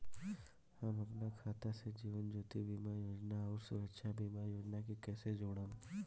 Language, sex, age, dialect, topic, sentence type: Bhojpuri, male, 18-24, Southern / Standard, banking, question